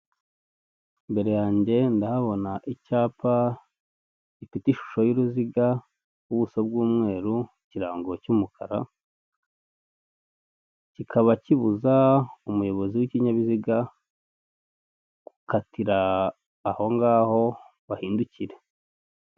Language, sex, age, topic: Kinyarwanda, male, 25-35, government